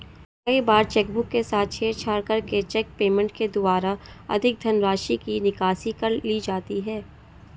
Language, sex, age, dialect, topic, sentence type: Hindi, female, 60-100, Marwari Dhudhari, banking, statement